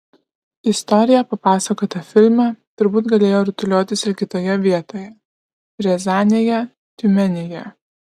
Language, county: Lithuanian, Kaunas